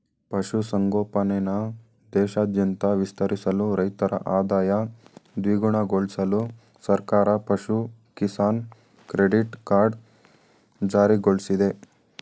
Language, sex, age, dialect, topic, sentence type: Kannada, male, 18-24, Mysore Kannada, agriculture, statement